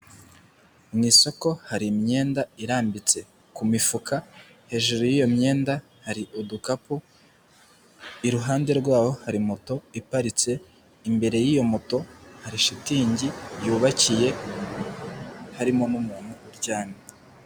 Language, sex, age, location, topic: Kinyarwanda, male, 18-24, Nyagatare, finance